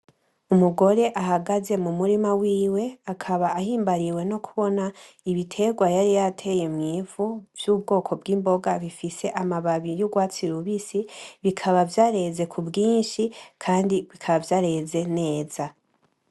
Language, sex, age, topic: Rundi, male, 18-24, agriculture